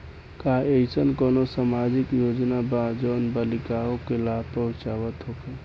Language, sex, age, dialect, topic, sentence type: Bhojpuri, male, 18-24, Southern / Standard, banking, statement